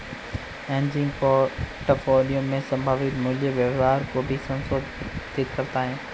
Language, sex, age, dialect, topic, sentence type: Hindi, male, 18-24, Marwari Dhudhari, banking, statement